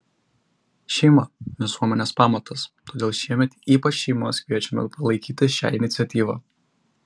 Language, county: Lithuanian, Šiauliai